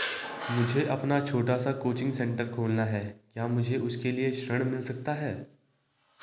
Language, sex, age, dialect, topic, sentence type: Hindi, male, 25-30, Hindustani Malvi Khadi Boli, banking, question